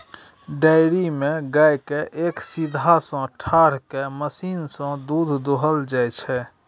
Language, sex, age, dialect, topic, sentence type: Maithili, male, 31-35, Bajjika, agriculture, statement